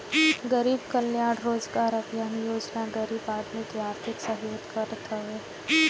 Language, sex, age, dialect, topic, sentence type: Bhojpuri, female, 18-24, Northern, banking, statement